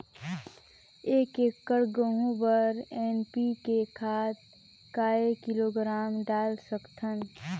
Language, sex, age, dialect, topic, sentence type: Chhattisgarhi, female, 25-30, Northern/Bhandar, agriculture, question